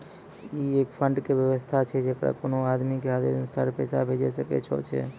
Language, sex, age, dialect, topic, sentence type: Maithili, male, 25-30, Angika, banking, question